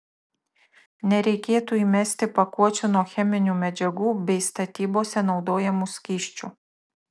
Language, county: Lithuanian, Tauragė